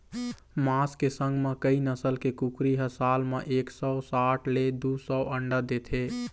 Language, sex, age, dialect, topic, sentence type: Chhattisgarhi, male, 18-24, Eastern, agriculture, statement